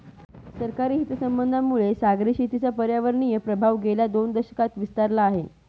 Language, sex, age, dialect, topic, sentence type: Marathi, female, 31-35, Northern Konkan, agriculture, statement